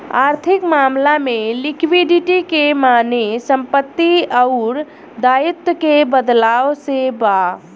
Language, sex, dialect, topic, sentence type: Bhojpuri, female, Southern / Standard, banking, statement